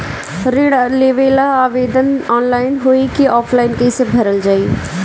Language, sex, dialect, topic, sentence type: Bhojpuri, female, Northern, banking, question